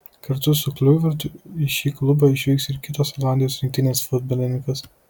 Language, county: Lithuanian, Kaunas